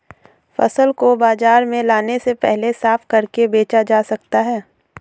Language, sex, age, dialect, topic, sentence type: Hindi, female, 18-24, Awadhi Bundeli, agriculture, question